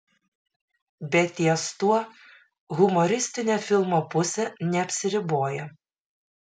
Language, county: Lithuanian, Šiauliai